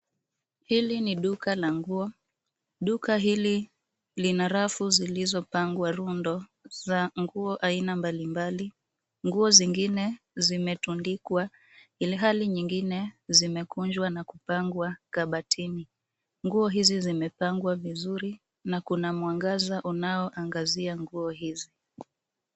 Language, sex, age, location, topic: Swahili, female, 25-35, Nairobi, finance